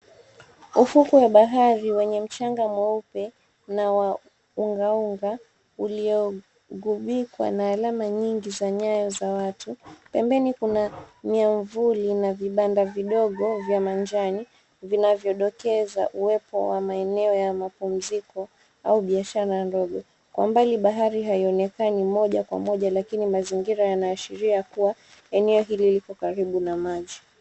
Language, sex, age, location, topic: Swahili, female, 25-35, Mombasa, government